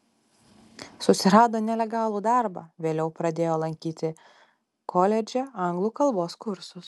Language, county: Lithuanian, Alytus